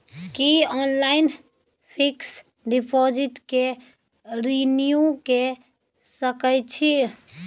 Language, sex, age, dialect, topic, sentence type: Maithili, female, 25-30, Bajjika, banking, question